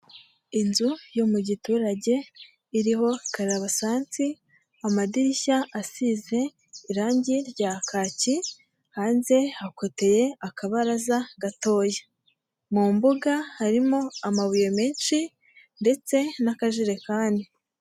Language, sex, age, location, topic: Kinyarwanda, female, 18-24, Nyagatare, health